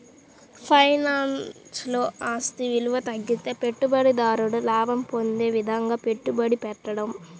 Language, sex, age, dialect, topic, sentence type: Telugu, male, 25-30, Central/Coastal, banking, statement